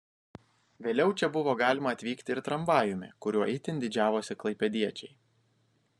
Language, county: Lithuanian, Vilnius